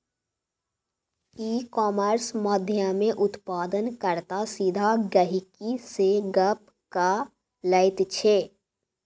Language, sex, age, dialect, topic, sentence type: Maithili, female, 18-24, Bajjika, agriculture, statement